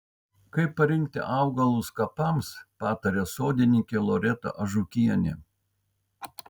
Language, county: Lithuanian, Vilnius